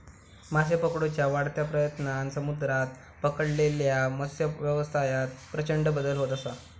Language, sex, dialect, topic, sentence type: Marathi, male, Southern Konkan, agriculture, statement